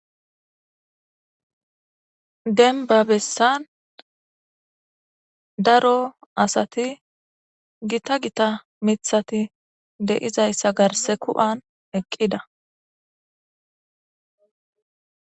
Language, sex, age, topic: Gamo, female, 25-35, government